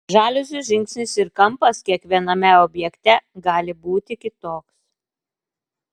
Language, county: Lithuanian, Klaipėda